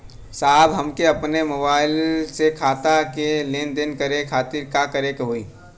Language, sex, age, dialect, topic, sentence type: Bhojpuri, male, 18-24, Western, banking, question